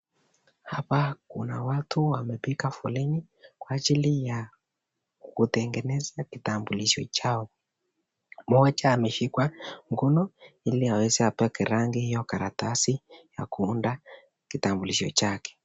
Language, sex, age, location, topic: Swahili, male, 18-24, Nakuru, government